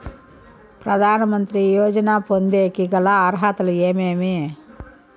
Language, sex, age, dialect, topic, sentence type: Telugu, female, 41-45, Southern, banking, question